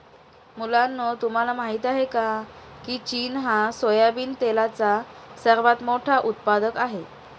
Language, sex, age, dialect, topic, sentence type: Marathi, female, 31-35, Northern Konkan, agriculture, statement